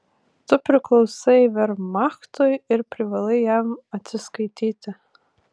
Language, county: Lithuanian, Vilnius